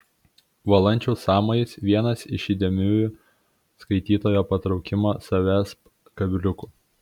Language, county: Lithuanian, Kaunas